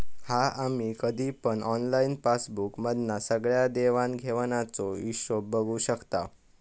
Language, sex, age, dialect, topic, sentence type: Marathi, male, 18-24, Southern Konkan, banking, statement